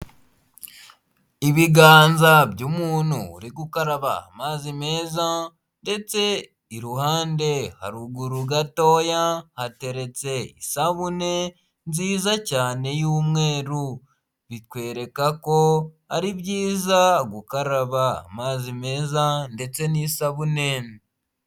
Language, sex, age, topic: Kinyarwanda, male, 18-24, health